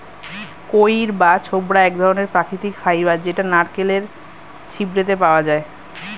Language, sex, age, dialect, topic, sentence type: Bengali, female, 31-35, Standard Colloquial, agriculture, statement